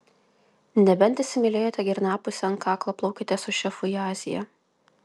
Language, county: Lithuanian, Klaipėda